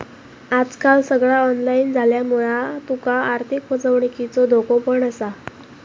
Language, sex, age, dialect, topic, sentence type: Marathi, female, 18-24, Southern Konkan, banking, statement